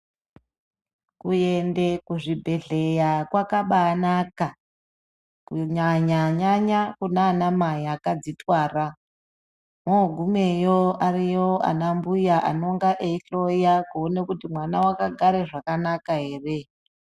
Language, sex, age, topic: Ndau, male, 25-35, health